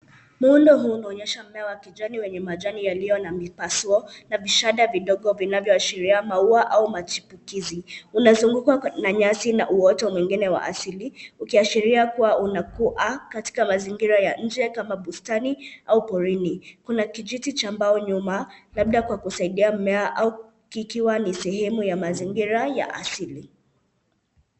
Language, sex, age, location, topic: Swahili, male, 18-24, Nairobi, health